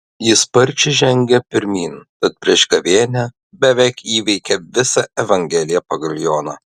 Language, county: Lithuanian, Klaipėda